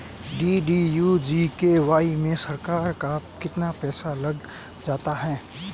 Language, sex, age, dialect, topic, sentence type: Hindi, male, 18-24, Marwari Dhudhari, banking, statement